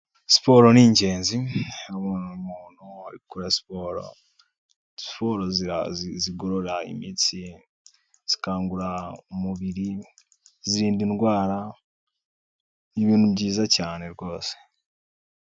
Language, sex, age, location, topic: Kinyarwanda, male, 18-24, Kigali, health